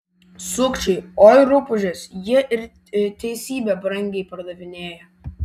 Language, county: Lithuanian, Vilnius